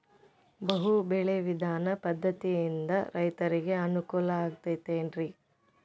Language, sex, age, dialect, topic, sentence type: Kannada, female, 18-24, Central, agriculture, question